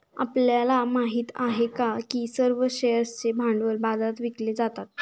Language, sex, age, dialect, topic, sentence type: Marathi, female, 18-24, Standard Marathi, banking, statement